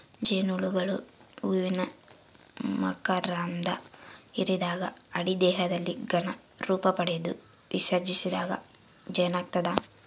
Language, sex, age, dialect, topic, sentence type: Kannada, female, 18-24, Central, agriculture, statement